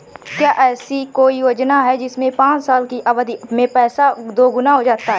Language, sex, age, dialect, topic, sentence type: Hindi, female, 18-24, Awadhi Bundeli, banking, question